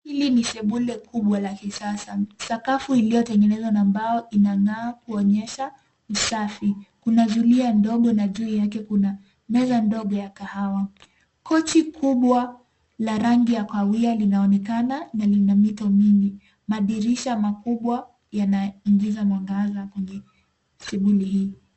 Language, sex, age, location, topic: Swahili, female, 18-24, Nairobi, education